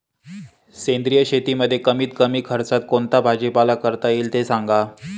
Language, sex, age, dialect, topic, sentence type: Marathi, male, 25-30, Northern Konkan, agriculture, question